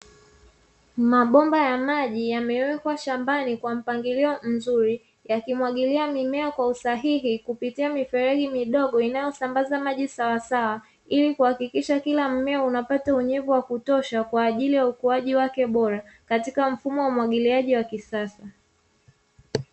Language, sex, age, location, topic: Swahili, female, 25-35, Dar es Salaam, agriculture